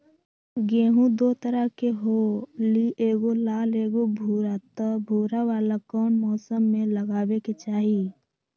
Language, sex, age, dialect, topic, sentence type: Magahi, female, 18-24, Western, agriculture, question